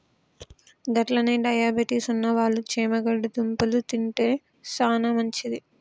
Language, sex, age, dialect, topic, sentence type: Telugu, female, 18-24, Telangana, agriculture, statement